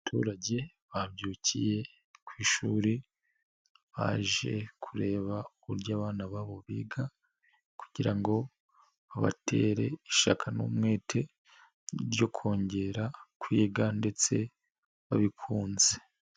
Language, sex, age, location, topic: Kinyarwanda, male, 25-35, Nyagatare, education